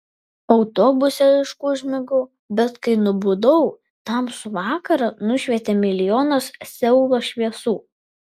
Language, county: Lithuanian, Vilnius